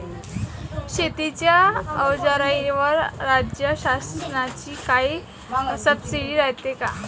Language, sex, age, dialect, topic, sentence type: Marathi, female, 18-24, Varhadi, agriculture, question